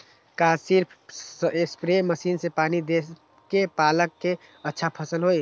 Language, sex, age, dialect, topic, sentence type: Magahi, male, 18-24, Western, agriculture, question